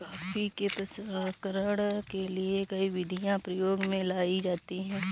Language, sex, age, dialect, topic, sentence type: Hindi, female, 18-24, Awadhi Bundeli, agriculture, statement